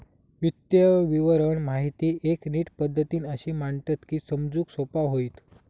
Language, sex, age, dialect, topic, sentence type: Marathi, male, 25-30, Southern Konkan, banking, statement